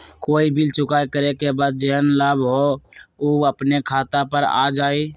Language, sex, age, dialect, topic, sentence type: Magahi, male, 18-24, Western, banking, question